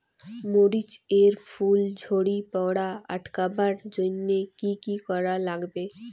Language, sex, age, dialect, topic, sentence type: Bengali, female, 18-24, Rajbangshi, agriculture, question